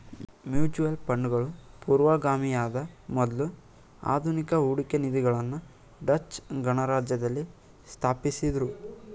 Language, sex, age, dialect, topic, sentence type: Kannada, male, 18-24, Mysore Kannada, banking, statement